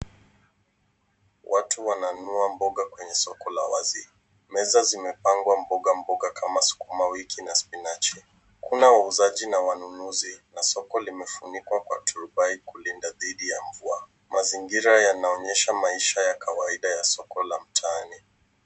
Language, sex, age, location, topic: Swahili, female, 25-35, Nairobi, finance